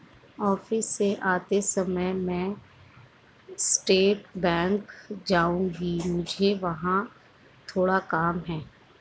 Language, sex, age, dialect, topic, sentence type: Hindi, female, 51-55, Marwari Dhudhari, banking, statement